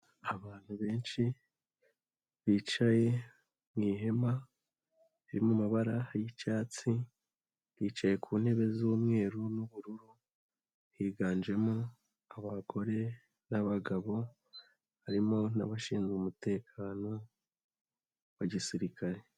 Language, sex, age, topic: Kinyarwanda, male, 18-24, health